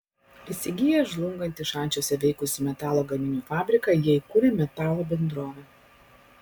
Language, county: Lithuanian, Klaipėda